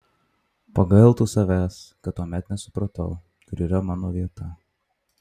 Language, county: Lithuanian, Marijampolė